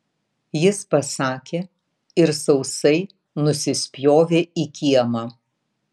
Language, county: Lithuanian, Vilnius